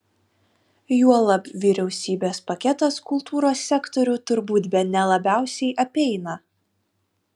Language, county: Lithuanian, Kaunas